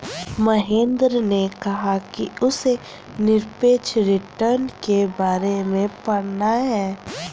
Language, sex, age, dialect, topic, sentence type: Hindi, female, 31-35, Kanauji Braj Bhasha, banking, statement